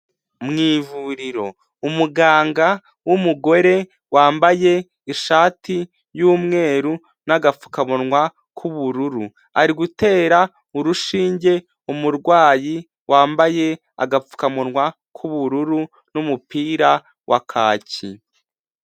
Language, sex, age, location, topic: Kinyarwanda, male, 18-24, Huye, health